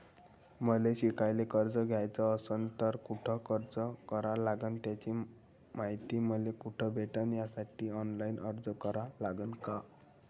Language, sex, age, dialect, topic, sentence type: Marathi, male, 18-24, Varhadi, banking, question